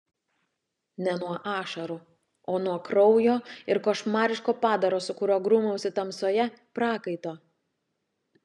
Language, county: Lithuanian, Šiauliai